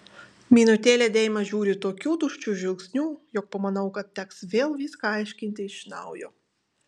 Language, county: Lithuanian, Vilnius